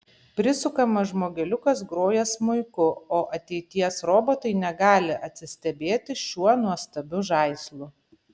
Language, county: Lithuanian, Panevėžys